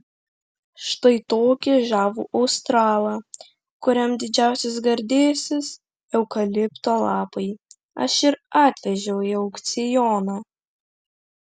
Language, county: Lithuanian, Utena